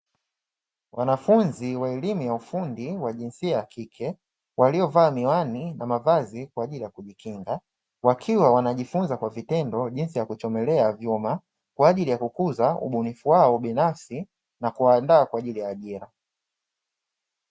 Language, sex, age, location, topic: Swahili, male, 25-35, Dar es Salaam, education